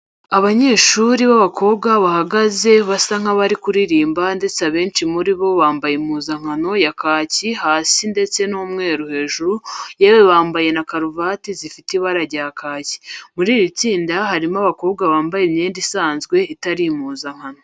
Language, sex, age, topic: Kinyarwanda, female, 25-35, education